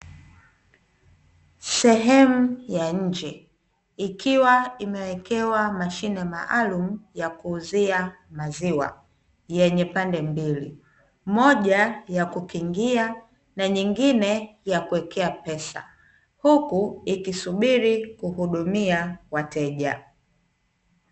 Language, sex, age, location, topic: Swahili, female, 25-35, Dar es Salaam, finance